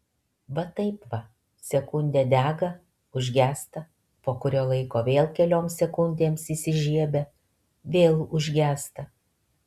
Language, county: Lithuanian, Alytus